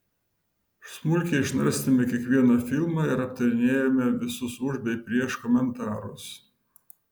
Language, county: Lithuanian, Vilnius